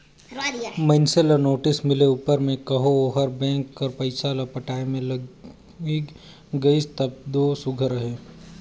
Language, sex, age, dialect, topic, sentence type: Chhattisgarhi, male, 25-30, Northern/Bhandar, banking, statement